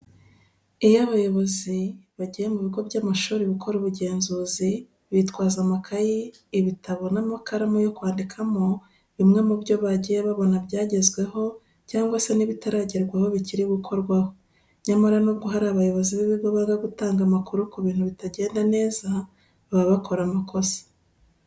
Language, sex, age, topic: Kinyarwanda, female, 36-49, education